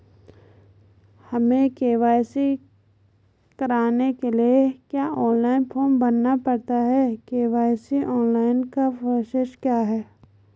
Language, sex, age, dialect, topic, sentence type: Hindi, female, 25-30, Garhwali, banking, question